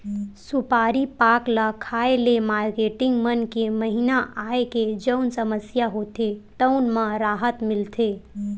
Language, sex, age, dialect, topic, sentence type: Chhattisgarhi, female, 18-24, Western/Budati/Khatahi, agriculture, statement